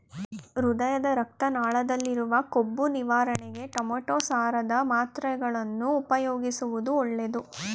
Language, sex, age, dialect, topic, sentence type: Kannada, female, 18-24, Mysore Kannada, agriculture, statement